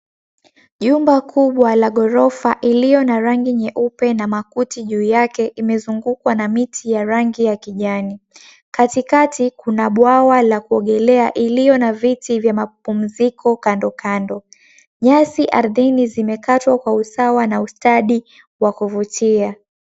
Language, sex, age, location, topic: Swahili, female, 18-24, Mombasa, government